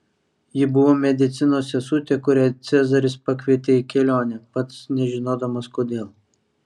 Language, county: Lithuanian, Vilnius